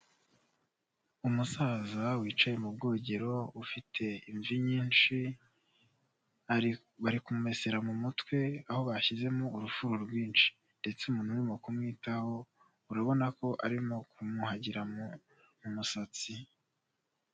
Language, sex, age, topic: Kinyarwanda, male, 25-35, health